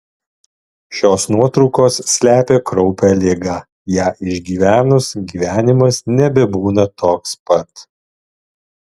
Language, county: Lithuanian, Alytus